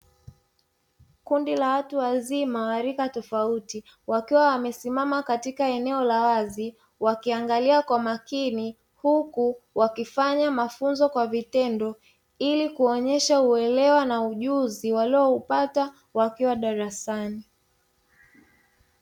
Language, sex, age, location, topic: Swahili, female, 25-35, Dar es Salaam, education